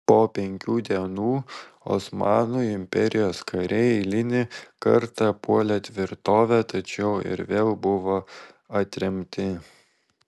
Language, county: Lithuanian, Vilnius